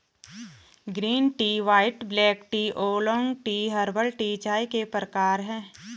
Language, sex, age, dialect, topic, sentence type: Hindi, female, 31-35, Garhwali, agriculture, statement